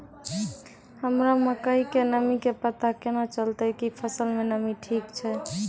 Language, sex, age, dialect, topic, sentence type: Maithili, female, 18-24, Angika, agriculture, question